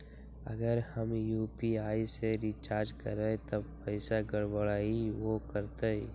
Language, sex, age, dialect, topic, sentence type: Magahi, male, 18-24, Western, banking, question